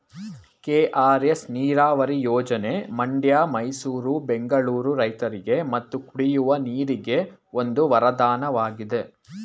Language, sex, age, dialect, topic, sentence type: Kannada, male, 18-24, Mysore Kannada, agriculture, statement